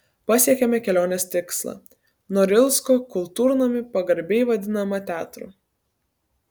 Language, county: Lithuanian, Kaunas